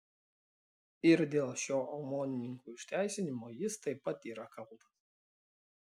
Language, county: Lithuanian, Klaipėda